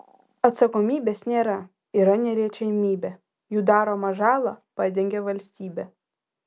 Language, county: Lithuanian, Vilnius